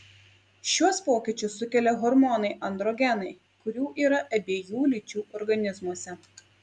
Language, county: Lithuanian, Kaunas